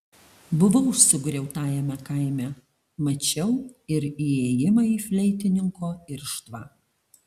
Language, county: Lithuanian, Alytus